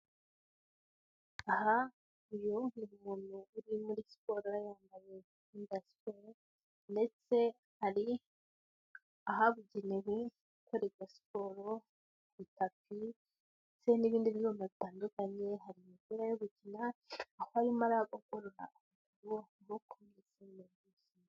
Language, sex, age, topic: Kinyarwanda, female, 18-24, health